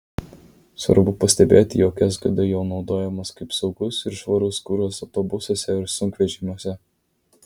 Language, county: Lithuanian, Vilnius